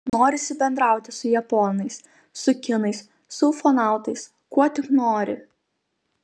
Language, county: Lithuanian, Kaunas